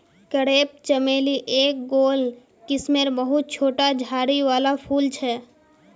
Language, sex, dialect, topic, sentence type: Magahi, female, Northeastern/Surjapuri, agriculture, statement